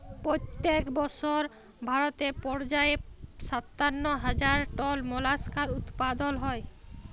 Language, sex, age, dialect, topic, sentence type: Bengali, female, 31-35, Jharkhandi, agriculture, statement